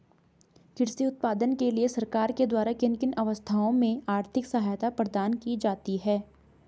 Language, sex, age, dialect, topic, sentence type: Hindi, female, 18-24, Garhwali, agriculture, question